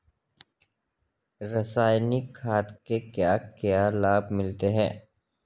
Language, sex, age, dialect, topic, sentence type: Hindi, male, 18-24, Marwari Dhudhari, agriculture, question